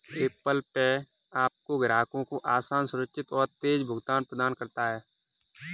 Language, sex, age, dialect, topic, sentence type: Hindi, male, 18-24, Kanauji Braj Bhasha, banking, statement